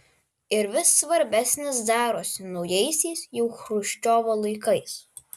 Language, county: Lithuanian, Vilnius